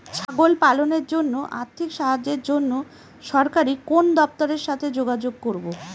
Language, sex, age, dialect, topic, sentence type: Bengali, female, 36-40, Northern/Varendri, agriculture, question